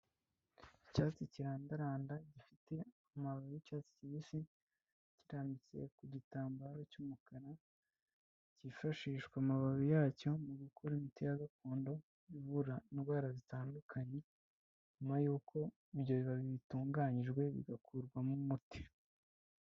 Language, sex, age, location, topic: Kinyarwanda, female, 25-35, Kigali, health